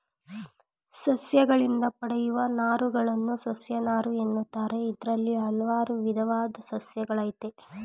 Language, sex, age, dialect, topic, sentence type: Kannada, female, 25-30, Mysore Kannada, agriculture, statement